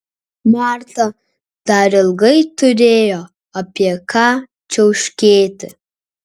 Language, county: Lithuanian, Kaunas